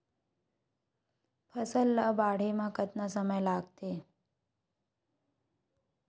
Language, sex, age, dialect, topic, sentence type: Chhattisgarhi, male, 18-24, Western/Budati/Khatahi, agriculture, question